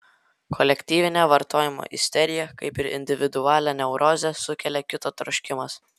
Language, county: Lithuanian, Vilnius